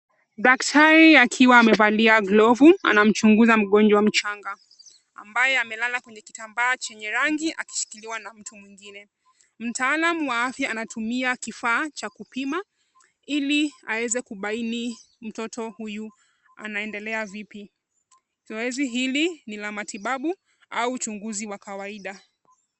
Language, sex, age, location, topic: Swahili, female, 25-35, Nairobi, health